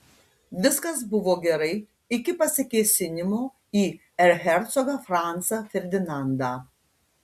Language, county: Lithuanian, Panevėžys